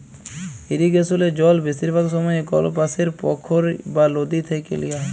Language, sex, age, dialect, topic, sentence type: Bengali, male, 51-55, Jharkhandi, agriculture, statement